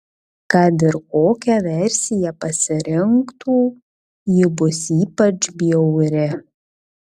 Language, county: Lithuanian, Kaunas